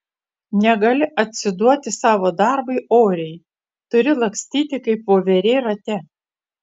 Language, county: Lithuanian, Utena